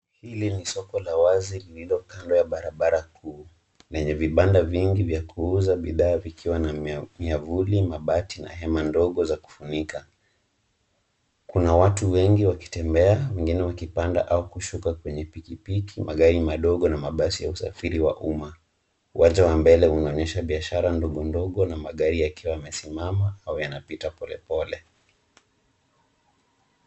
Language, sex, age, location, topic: Swahili, male, 18-24, Nairobi, finance